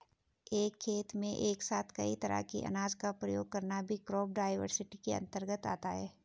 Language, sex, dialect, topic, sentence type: Hindi, female, Garhwali, agriculture, statement